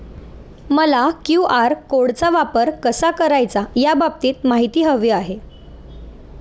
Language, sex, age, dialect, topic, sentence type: Marathi, female, 18-24, Standard Marathi, banking, question